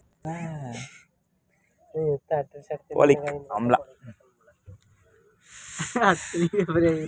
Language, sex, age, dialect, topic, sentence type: Kannada, male, 18-24, Mysore Kannada, agriculture, statement